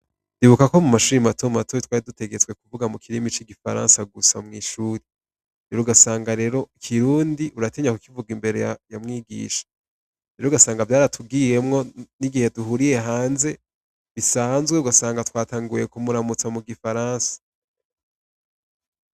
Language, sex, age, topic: Rundi, male, 18-24, education